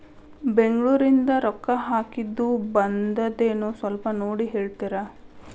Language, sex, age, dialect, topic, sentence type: Kannada, female, 31-35, Dharwad Kannada, banking, question